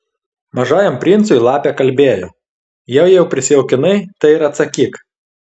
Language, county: Lithuanian, Telšiai